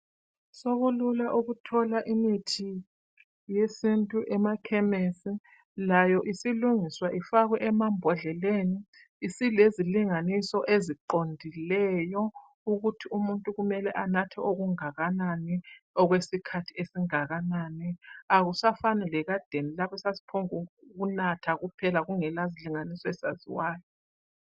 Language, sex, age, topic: North Ndebele, female, 50+, health